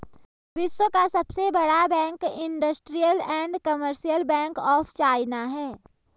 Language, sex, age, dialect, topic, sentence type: Hindi, male, 25-30, Hindustani Malvi Khadi Boli, banking, statement